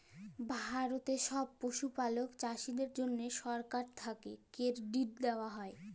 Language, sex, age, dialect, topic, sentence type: Bengali, female, <18, Jharkhandi, agriculture, statement